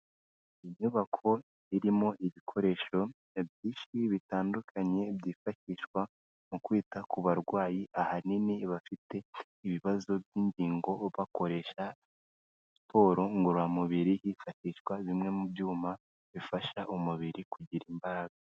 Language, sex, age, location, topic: Kinyarwanda, female, 25-35, Kigali, health